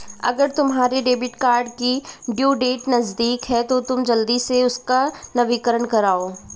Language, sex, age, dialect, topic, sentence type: Hindi, female, 25-30, Marwari Dhudhari, banking, statement